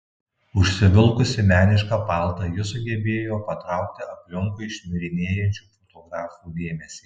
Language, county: Lithuanian, Tauragė